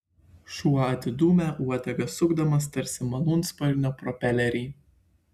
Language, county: Lithuanian, Klaipėda